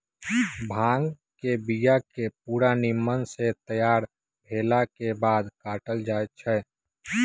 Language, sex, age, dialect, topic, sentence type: Magahi, male, 18-24, Western, agriculture, statement